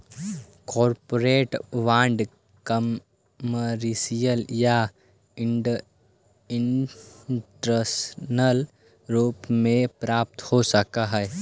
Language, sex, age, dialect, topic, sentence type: Magahi, male, 18-24, Central/Standard, banking, statement